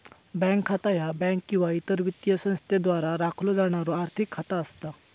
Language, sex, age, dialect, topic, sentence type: Marathi, male, 18-24, Southern Konkan, banking, statement